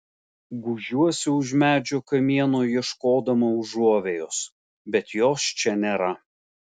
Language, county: Lithuanian, Alytus